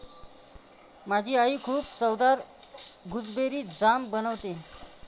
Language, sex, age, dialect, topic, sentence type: Marathi, male, 25-30, Varhadi, agriculture, statement